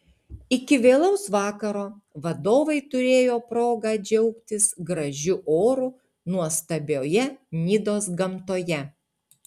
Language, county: Lithuanian, Utena